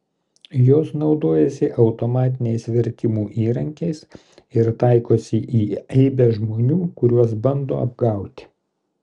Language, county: Lithuanian, Kaunas